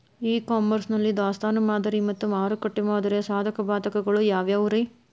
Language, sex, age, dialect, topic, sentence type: Kannada, female, 31-35, Dharwad Kannada, agriculture, question